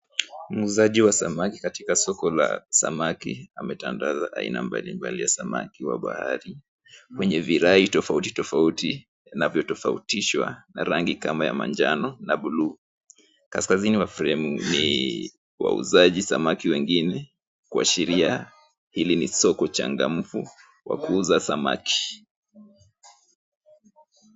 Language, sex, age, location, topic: Swahili, male, 25-35, Mombasa, agriculture